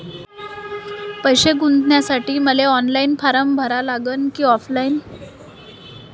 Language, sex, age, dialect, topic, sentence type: Marathi, female, 18-24, Varhadi, banking, question